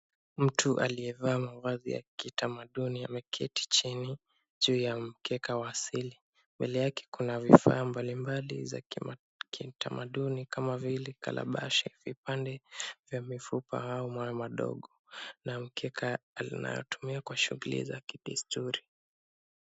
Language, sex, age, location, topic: Swahili, male, 25-35, Kisumu, health